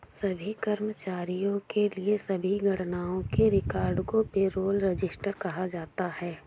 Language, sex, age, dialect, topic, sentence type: Hindi, female, 25-30, Awadhi Bundeli, banking, statement